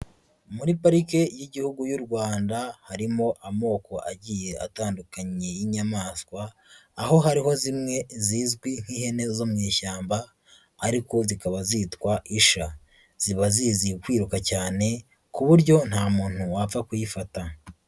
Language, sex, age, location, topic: Kinyarwanda, female, 25-35, Huye, agriculture